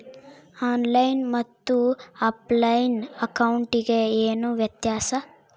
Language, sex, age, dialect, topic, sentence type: Kannada, female, 18-24, Central, banking, question